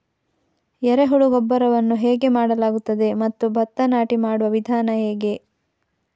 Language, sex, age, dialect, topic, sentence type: Kannada, female, 25-30, Coastal/Dakshin, agriculture, question